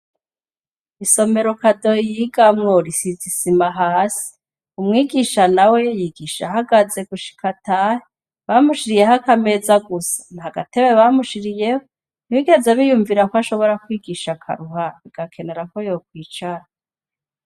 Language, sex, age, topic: Rundi, female, 36-49, education